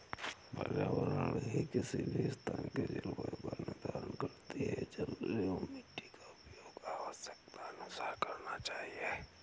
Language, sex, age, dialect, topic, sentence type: Hindi, male, 56-60, Awadhi Bundeli, agriculture, statement